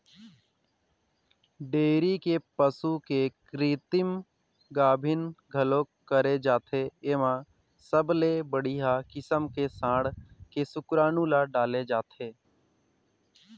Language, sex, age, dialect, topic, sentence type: Chhattisgarhi, male, 25-30, Northern/Bhandar, agriculture, statement